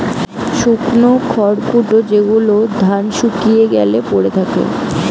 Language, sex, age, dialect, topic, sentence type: Bengali, female, 18-24, Western, agriculture, statement